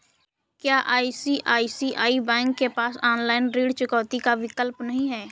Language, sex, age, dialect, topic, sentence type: Hindi, female, 18-24, Awadhi Bundeli, banking, question